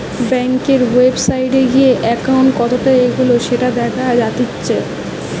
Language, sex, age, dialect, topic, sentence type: Bengali, female, 18-24, Western, banking, statement